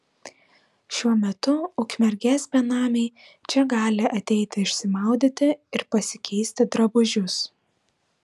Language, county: Lithuanian, Vilnius